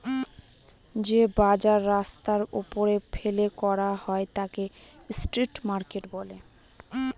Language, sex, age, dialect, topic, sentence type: Bengali, female, 18-24, Northern/Varendri, agriculture, statement